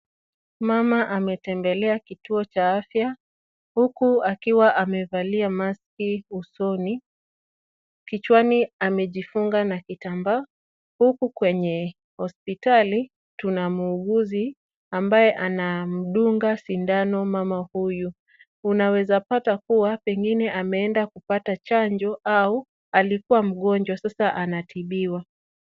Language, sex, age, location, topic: Swahili, female, 25-35, Kisumu, health